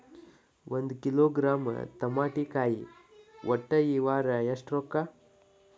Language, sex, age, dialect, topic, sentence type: Kannada, male, 18-24, Dharwad Kannada, agriculture, question